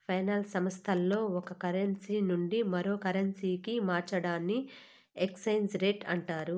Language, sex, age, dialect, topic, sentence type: Telugu, female, 18-24, Southern, banking, statement